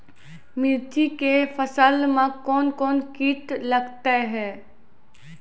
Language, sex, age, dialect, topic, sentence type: Maithili, female, 56-60, Angika, agriculture, question